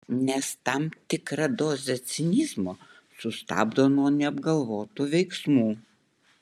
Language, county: Lithuanian, Utena